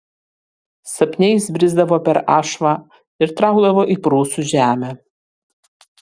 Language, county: Lithuanian, Kaunas